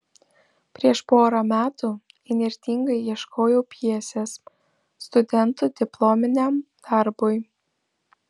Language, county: Lithuanian, Vilnius